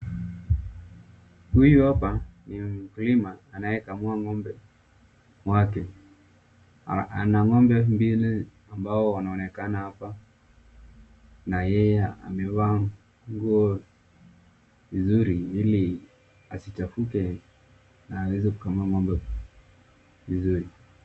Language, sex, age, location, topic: Swahili, male, 18-24, Nakuru, agriculture